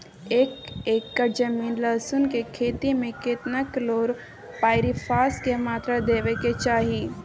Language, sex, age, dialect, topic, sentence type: Maithili, female, 18-24, Bajjika, agriculture, question